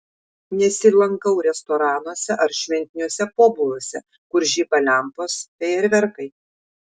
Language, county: Lithuanian, Šiauliai